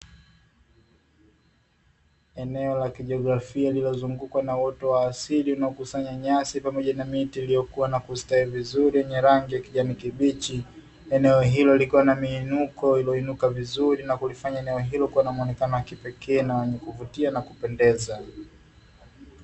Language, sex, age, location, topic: Swahili, male, 25-35, Dar es Salaam, agriculture